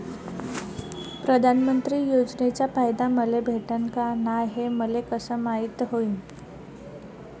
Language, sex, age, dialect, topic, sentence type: Marathi, female, 18-24, Varhadi, banking, question